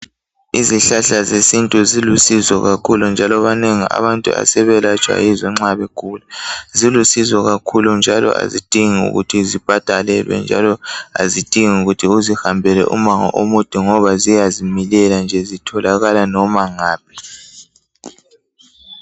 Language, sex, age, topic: North Ndebele, male, 18-24, health